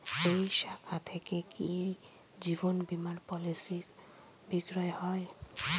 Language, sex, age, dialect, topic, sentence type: Bengali, female, 25-30, Northern/Varendri, banking, question